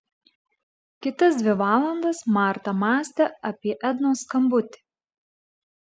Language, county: Lithuanian, Klaipėda